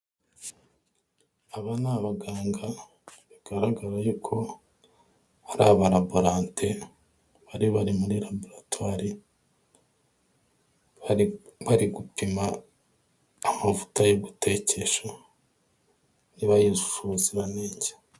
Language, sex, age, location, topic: Kinyarwanda, male, 25-35, Kigali, health